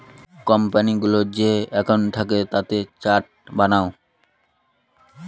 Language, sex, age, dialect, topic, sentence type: Bengali, male, 18-24, Northern/Varendri, banking, statement